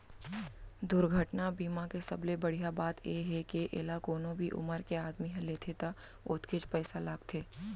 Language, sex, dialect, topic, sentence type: Chhattisgarhi, female, Central, banking, statement